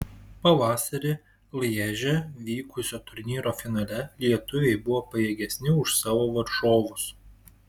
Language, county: Lithuanian, Šiauliai